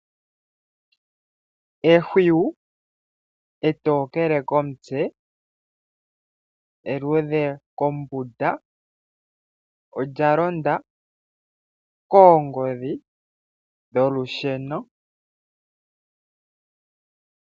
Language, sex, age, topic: Oshiwambo, male, 25-35, agriculture